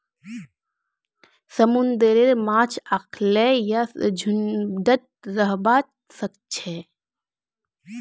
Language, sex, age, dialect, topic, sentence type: Magahi, female, 18-24, Northeastern/Surjapuri, agriculture, statement